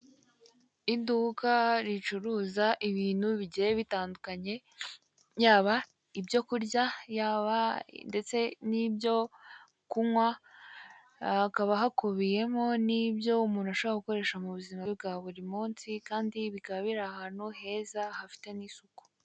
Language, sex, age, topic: Kinyarwanda, female, 18-24, finance